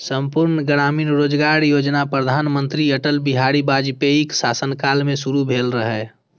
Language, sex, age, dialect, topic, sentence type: Maithili, female, 36-40, Eastern / Thethi, banking, statement